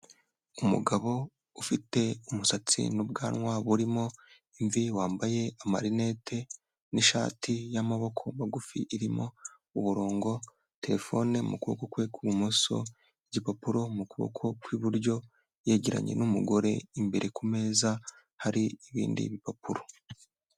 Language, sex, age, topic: Kinyarwanda, male, 18-24, health